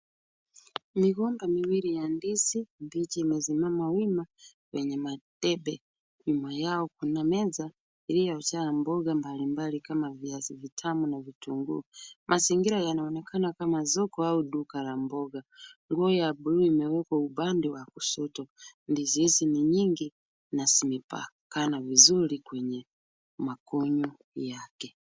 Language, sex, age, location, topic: Swahili, female, 36-49, Kisumu, finance